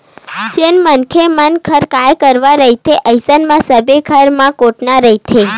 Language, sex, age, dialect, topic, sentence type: Chhattisgarhi, female, 25-30, Western/Budati/Khatahi, agriculture, statement